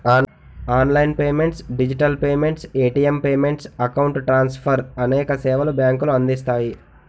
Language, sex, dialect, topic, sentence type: Telugu, male, Utterandhra, banking, statement